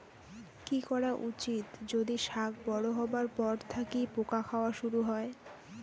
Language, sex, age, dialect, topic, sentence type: Bengali, female, 18-24, Rajbangshi, agriculture, question